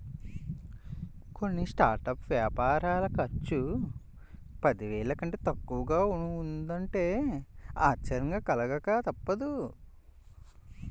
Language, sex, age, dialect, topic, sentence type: Telugu, male, 25-30, Central/Coastal, banking, statement